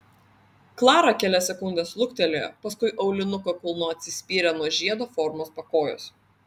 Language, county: Lithuanian, Vilnius